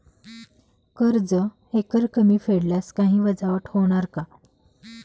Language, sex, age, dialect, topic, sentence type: Marathi, female, 25-30, Standard Marathi, banking, question